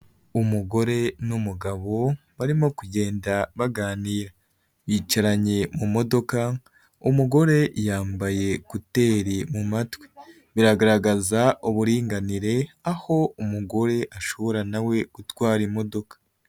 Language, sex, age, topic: Kinyarwanda, male, 25-35, finance